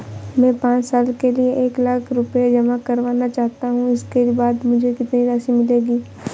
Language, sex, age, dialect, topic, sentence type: Hindi, female, 25-30, Awadhi Bundeli, banking, question